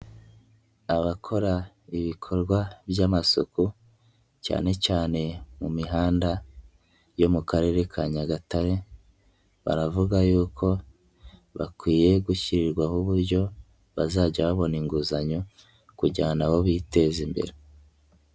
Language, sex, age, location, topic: Kinyarwanda, male, 18-24, Nyagatare, government